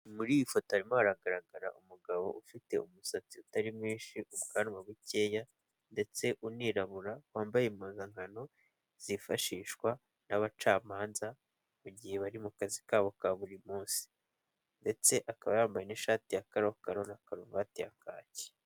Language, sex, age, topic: Kinyarwanda, male, 18-24, government